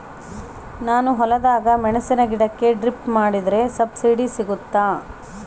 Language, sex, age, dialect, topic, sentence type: Kannada, female, 31-35, Central, agriculture, question